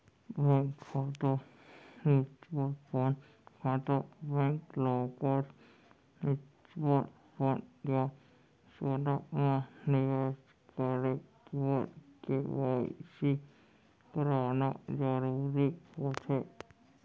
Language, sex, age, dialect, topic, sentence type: Chhattisgarhi, male, 46-50, Central, banking, statement